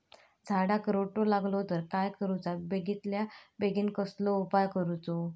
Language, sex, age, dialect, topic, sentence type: Marathi, female, 18-24, Southern Konkan, agriculture, question